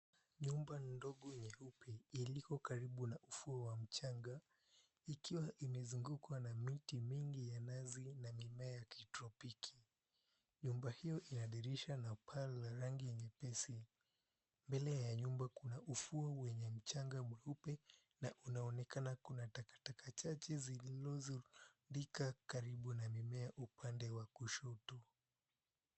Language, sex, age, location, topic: Swahili, male, 18-24, Mombasa, agriculture